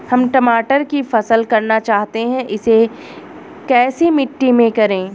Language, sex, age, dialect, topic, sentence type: Hindi, female, 25-30, Awadhi Bundeli, agriculture, question